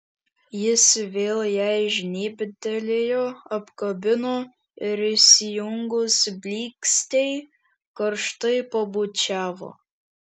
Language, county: Lithuanian, Šiauliai